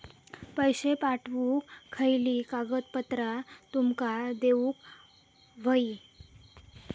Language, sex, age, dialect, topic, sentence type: Marathi, female, 18-24, Southern Konkan, banking, question